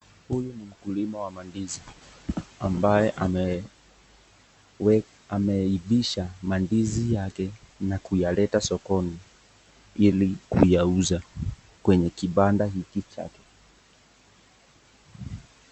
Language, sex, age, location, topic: Swahili, male, 18-24, Nakuru, agriculture